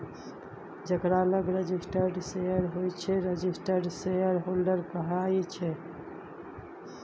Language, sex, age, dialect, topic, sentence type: Maithili, female, 51-55, Bajjika, banking, statement